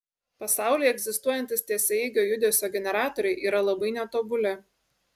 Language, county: Lithuanian, Kaunas